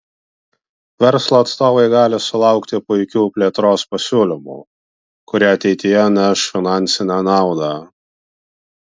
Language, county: Lithuanian, Vilnius